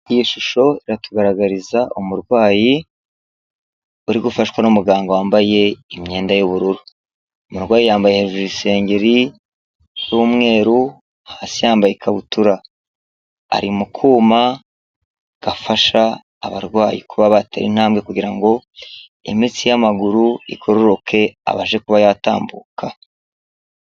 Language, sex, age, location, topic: Kinyarwanda, male, 36-49, Kigali, health